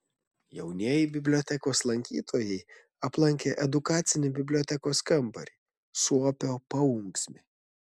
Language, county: Lithuanian, Šiauliai